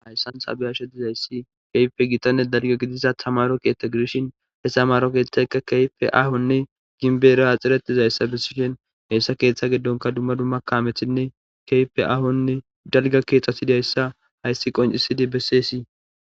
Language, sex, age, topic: Gamo, male, 18-24, government